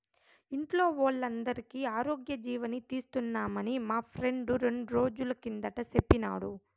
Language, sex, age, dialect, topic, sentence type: Telugu, female, 25-30, Southern, banking, statement